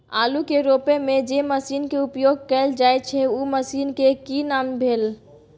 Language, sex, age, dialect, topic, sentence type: Maithili, female, 18-24, Bajjika, agriculture, question